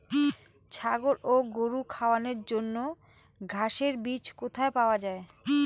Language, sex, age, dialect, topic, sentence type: Bengali, female, 18-24, Rajbangshi, agriculture, question